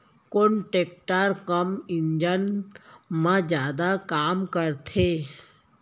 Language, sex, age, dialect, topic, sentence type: Chhattisgarhi, female, 31-35, Central, agriculture, question